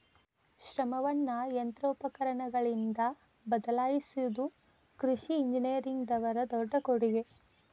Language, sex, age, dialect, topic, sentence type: Kannada, female, 25-30, Dharwad Kannada, agriculture, statement